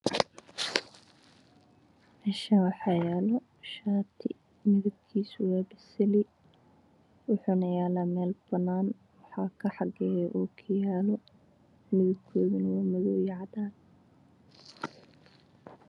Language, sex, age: Somali, female, 25-35